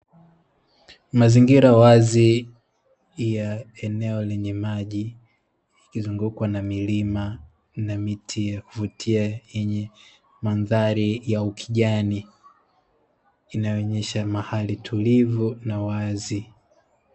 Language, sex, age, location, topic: Swahili, male, 18-24, Dar es Salaam, agriculture